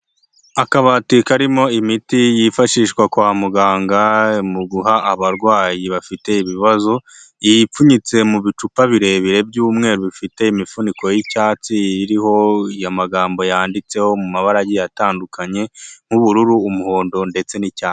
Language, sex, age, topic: Kinyarwanda, male, 25-35, health